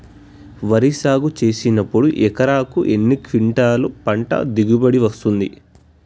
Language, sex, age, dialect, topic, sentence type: Telugu, male, 18-24, Telangana, agriculture, question